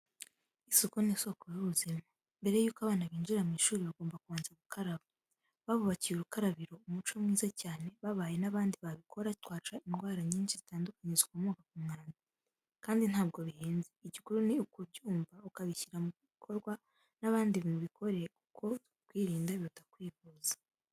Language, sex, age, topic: Kinyarwanda, female, 18-24, education